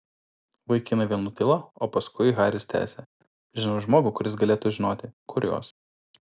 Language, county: Lithuanian, Utena